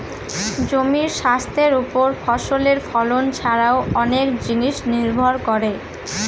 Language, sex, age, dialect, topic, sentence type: Bengali, female, 18-24, Northern/Varendri, agriculture, statement